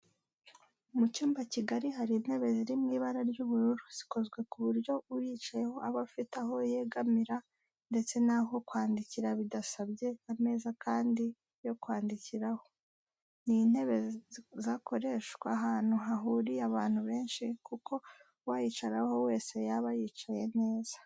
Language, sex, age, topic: Kinyarwanda, female, 25-35, education